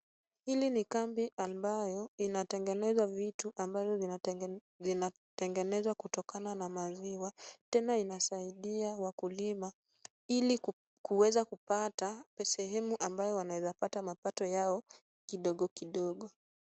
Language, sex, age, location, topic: Swahili, female, 18-24, Kisumu, agriculture